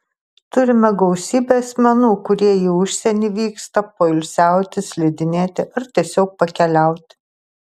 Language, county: Lithuanian, Tauragė